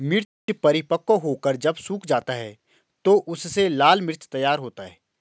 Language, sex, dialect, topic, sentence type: Hindi, male, Marwari Dhudhari, agriculture, statement